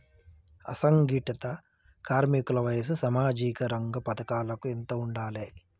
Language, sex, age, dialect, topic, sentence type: Telugu, male, 25-30, Telangana, banking, question